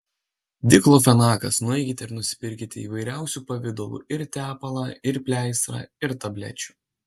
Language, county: Lithuanian, Alytus